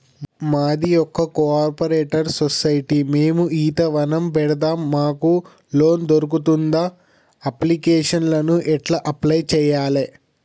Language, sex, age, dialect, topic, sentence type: Telugu, male, 18-24, Telangana, banking, question